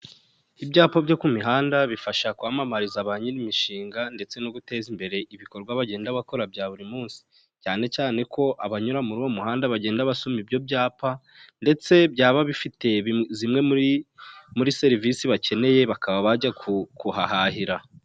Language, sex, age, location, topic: Kinyarwanda, male, 18-24, Huye, finance